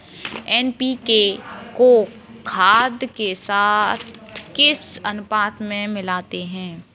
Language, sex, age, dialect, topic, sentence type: Hindi, female, 18-24, Kanauji Braj Bhasha, agriculture, question